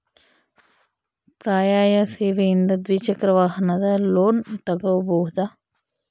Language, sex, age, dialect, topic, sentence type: Kannada, female, 18-24, Central, banking, question